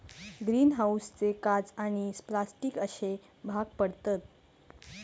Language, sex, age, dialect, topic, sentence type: Marathi, female, 18-24, Southern Konkan, agriculture, statement